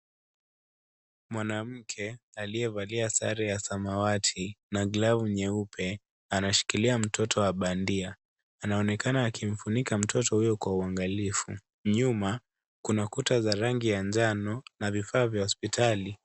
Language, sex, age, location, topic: Swahili, male, 18-24, Kisii, health